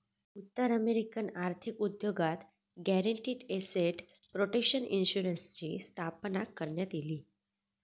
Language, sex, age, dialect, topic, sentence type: Marathi, female, 18-24, Southern Konkan, banking, statement